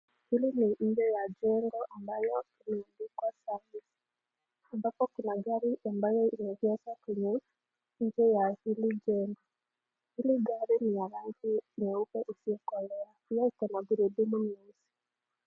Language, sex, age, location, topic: Swahili, female, 25-35, Nakuru, finance